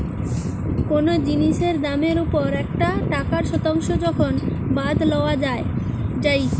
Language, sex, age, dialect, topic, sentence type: Bengali, female, 18-24, Western, banking, statement